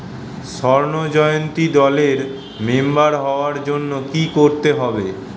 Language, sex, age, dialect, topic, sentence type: Bengali, male, 18-24, Standard Colloquial, banking, question